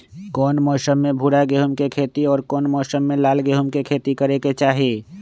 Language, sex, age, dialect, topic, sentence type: Magahi, male, 25-30, Western, agriculture, question